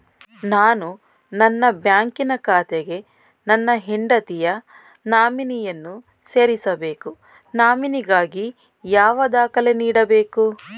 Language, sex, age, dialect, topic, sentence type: Kannada, female, 31-35, Mysore Kannada, banking, question